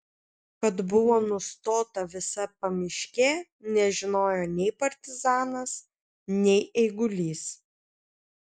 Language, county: Lithuanian, Kaunas